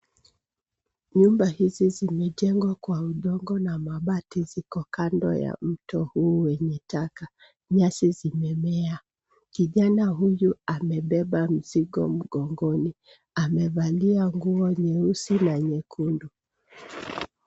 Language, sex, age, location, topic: Swahili, female, 36-49, Nairobi, government